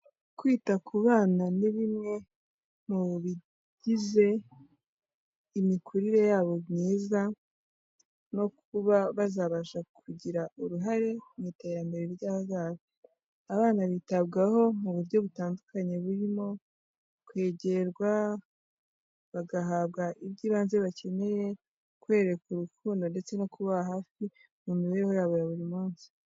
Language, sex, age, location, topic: Kinyarwanda, female, 18-24, Kigali, health